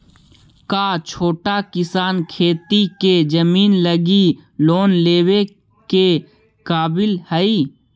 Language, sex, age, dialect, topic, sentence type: Magahi, male, 18-24, Central/Standard, agriculture, statement